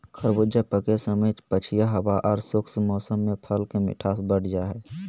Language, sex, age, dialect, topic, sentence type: Magahi, male, 25-30, Southern, agriculture, statement